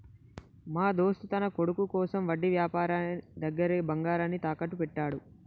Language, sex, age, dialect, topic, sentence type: Telugu, male, 18-24, Telangana, banking, statement